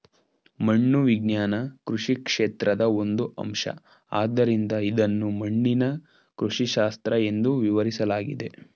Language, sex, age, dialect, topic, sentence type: Kannada, male, 18-24, Mysore Kannada, agriculture, statement